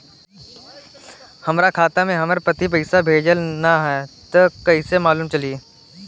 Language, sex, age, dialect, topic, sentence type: Bhojpuri, male, 18-24, Southern / Standard, banking, question